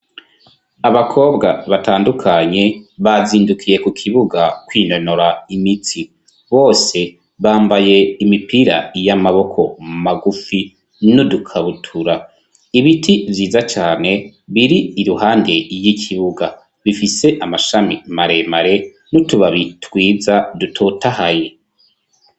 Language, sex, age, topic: Rundi, male, 25-35, education